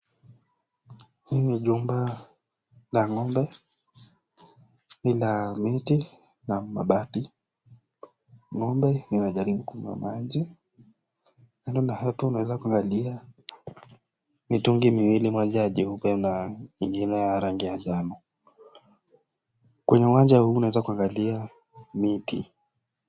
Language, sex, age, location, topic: Swahili, male, 18-24, Nakuru, agriculture